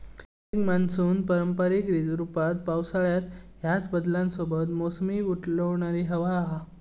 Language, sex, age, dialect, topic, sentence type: Marathi, male, 18-24, Southern Konkan, agriculture, statement